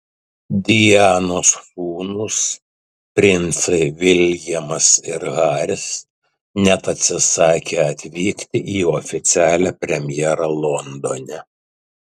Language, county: Lithuanian, Tauragė